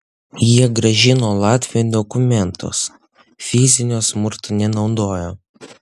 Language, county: Lithuanian, Utena